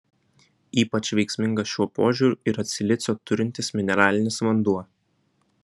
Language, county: Lithuanian, Vilnius